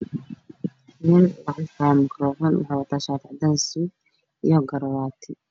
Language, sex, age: Somali, male, 18-24